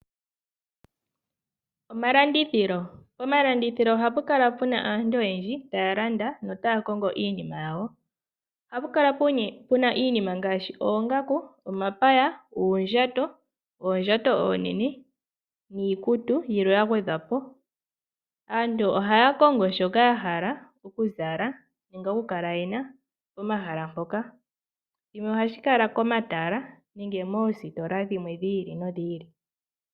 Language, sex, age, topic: Oshiwambo, female, 18-24, finance